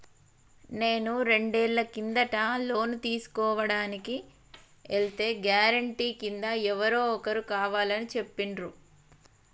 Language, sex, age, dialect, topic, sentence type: Telugu, female, 31-35, Telangana, banking, statement